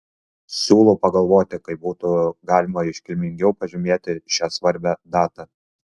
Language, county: Lithuanian, Kaunas